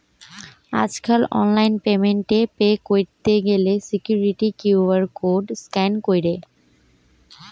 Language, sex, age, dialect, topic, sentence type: Bengali, female, 18-24, Western, banking, statement